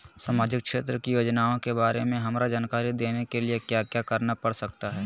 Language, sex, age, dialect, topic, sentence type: Magahi, male, 25-30, Southern, banking, question